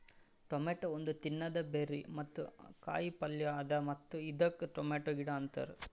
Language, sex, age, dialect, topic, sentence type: Kannada, male, 18-24, Northeastern, agriculture, statement